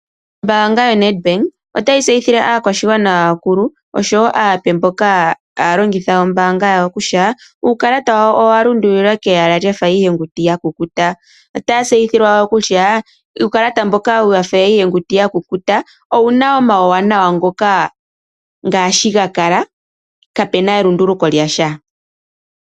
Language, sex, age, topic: Oshiwambo, female, 18-24, finance